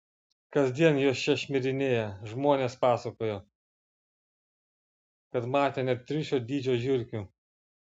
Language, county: Lithuanian, Vilnius